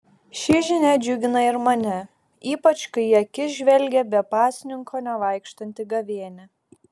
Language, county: Lithuanian, Šiauliai